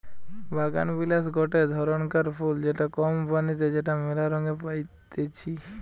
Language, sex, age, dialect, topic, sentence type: Bengali, male, 25-30, Western, agriculture, statement